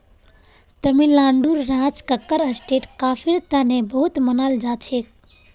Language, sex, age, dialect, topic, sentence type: Magahi, female, 18-24, Northeastern/Surjapuri, agriculture, statement